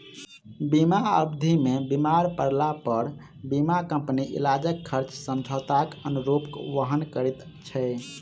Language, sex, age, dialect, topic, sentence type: Maithili, male, 31-35, Southern/Standard, banking, statement